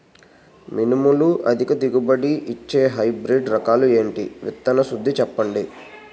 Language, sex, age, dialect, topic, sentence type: Telugu, male, 18-24, Utterandhra, agriculture, question